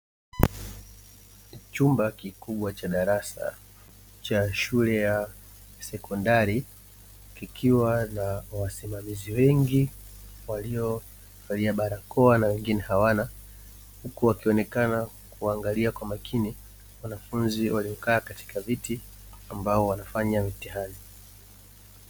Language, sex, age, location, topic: Swahili, male, 36-49, Dar es Salaam, education